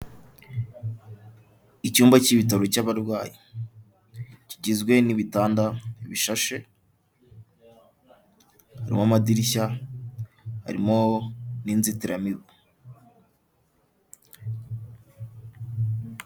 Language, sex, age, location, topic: Kinyarwanda, male, 18-24, Kigali, health